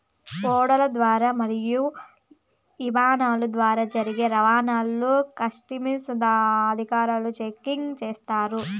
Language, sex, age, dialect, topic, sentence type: Telugu, female, 25-30, Southern, banking, statement